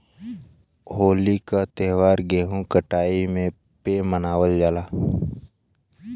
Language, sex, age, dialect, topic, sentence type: Bhojpuri, male, 18-24, Western, agriculture, statement